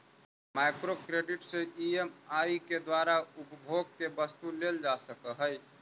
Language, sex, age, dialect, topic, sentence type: Magahi, male, 18-24, Central/Standard, banking, statement